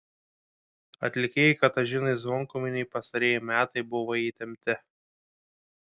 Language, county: Lithuanian, Kaunas